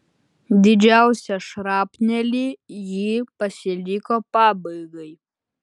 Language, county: Lithuanian, Utena